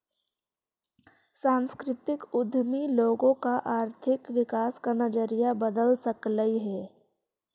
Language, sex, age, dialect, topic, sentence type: Magahi, female, 18-24, Central/Standard, agriculture, statement